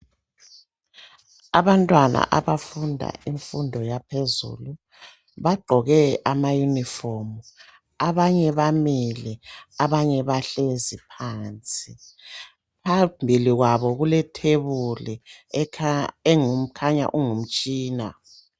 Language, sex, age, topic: North Ndebele, male, 25-35, education